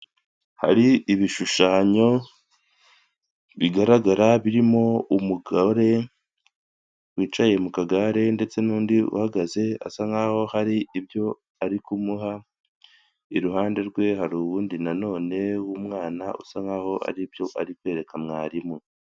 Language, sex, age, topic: Kinyarwanda, male, 25-35, education